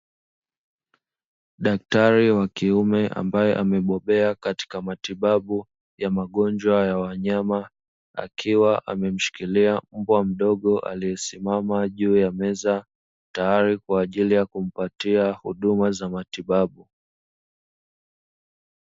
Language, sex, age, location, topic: Swahili, male, 18-24, Dar es Salaam, agriculture